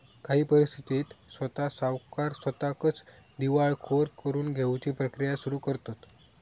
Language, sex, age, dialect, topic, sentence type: Marathi, male, 25-30, Southern Konkan, banking, statement